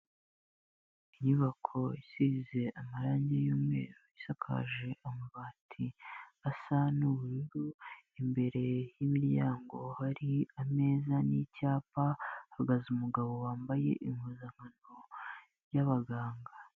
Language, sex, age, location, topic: Kinyarwanda, female, 18-24, Kigali, health